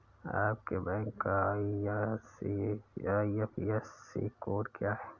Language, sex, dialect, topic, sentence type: Hindi, male, Awadhi Bundeli, banking, statement